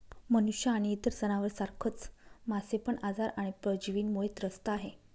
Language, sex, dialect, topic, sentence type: Marathi, female, Northern Konkan, agriculture, statement